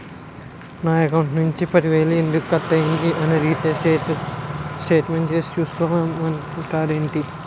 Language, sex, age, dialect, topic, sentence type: Telugu, male, 51-55, Utterandhra, banking, statement